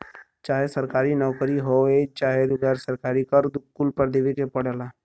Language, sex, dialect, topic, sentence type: Bhojpuri, male, Western, banking, statement